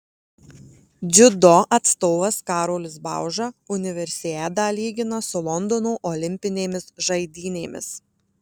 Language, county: Lithuanian, Marijampolė